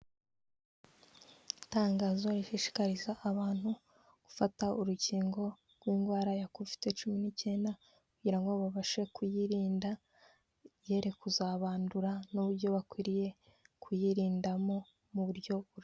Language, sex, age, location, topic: Kinyarwanda, female, 18-24, Kigali, health